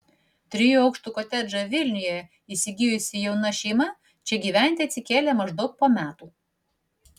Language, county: Lithuanian, Vilnius